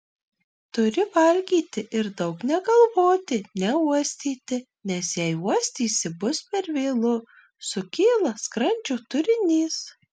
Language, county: Lithuanian, Marijampolė